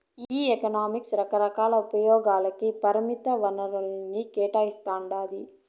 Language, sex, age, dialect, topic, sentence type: Telugu, female, 41-45, Southern, banking, statement